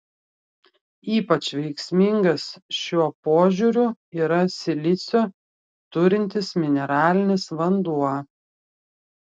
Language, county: Lithuanian, Klaipėda